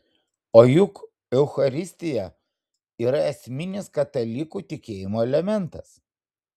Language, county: Lithuanian, Vilnius